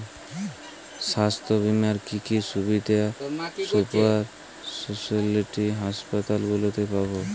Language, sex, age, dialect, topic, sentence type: Bengali, male, 18-24, Jharkhandi, banking, question